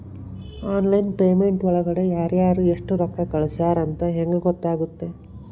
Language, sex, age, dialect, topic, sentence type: Kannada, male, 31-35, Dharwad Kannada, banking, question